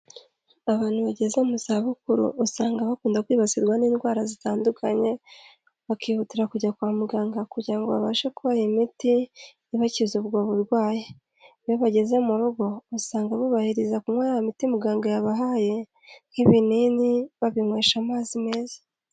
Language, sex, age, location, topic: Kinyarwanda, female, 25-35, Kigali, health